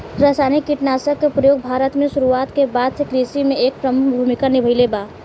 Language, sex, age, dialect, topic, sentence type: Bhojpuri, female, 18-24, Southern / Standard, agriculture, statement